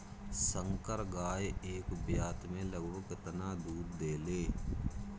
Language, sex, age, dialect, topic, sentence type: Bhojpuri, male, 31-35, Northern, agriculture, question